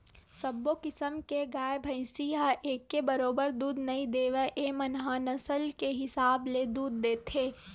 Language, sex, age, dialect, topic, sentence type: Chhattisgarhi, female, 18-24, Western/Budati/Khatahi, agriculture, statement